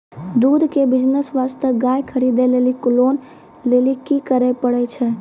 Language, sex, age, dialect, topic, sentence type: Maithili, female, 18-24, Angika, banking, question